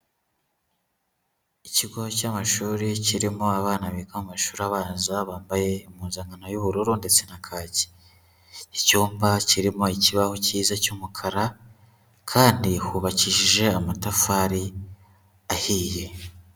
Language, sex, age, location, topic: Kinyarwanda, male, 25-35, Huye, education